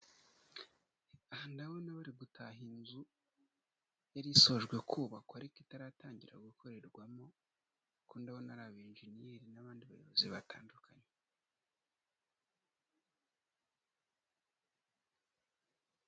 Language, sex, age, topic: Kinyarwanda, male, 25-35, education